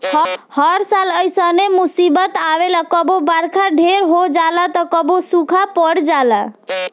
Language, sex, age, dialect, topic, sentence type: Bhojpuri, female, <18, Southern / Standard, agriculture, statement